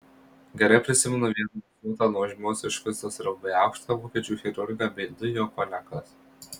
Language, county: Lithuanian, Marijampolė